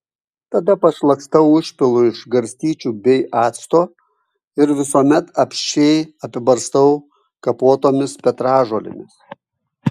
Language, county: Lithuanian, Kaunas